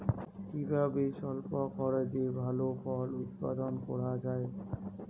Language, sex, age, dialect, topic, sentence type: Bengali, male, 18-24, Rajbangshi, agriculture, question